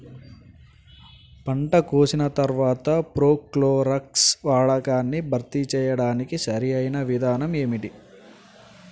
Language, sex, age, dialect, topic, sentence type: Telugu, male, 18-24, Telangana, agriculture, question